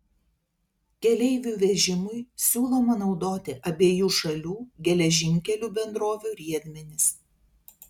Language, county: Lithuanian, Telšiai